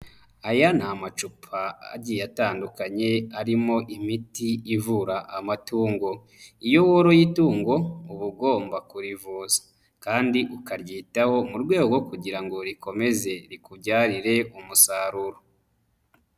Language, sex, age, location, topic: Kinyarwanda, male, 25-35, Nyagatare, agriculture